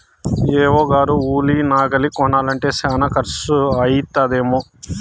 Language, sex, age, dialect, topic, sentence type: Telugu, male, 31-35, Southern, agriculture, statement